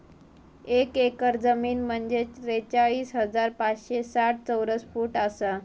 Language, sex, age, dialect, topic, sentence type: Marathi, female, 18-24, Southern Konkan, agriculture, statement